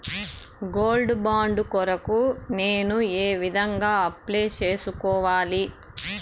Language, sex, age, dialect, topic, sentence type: Telugu, male, 46-50, Southern, banking, question